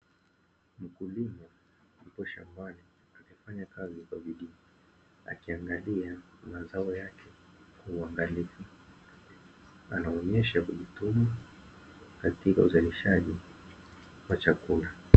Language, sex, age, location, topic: Swahili, male, 18-24, Dar es Salaam, agriculture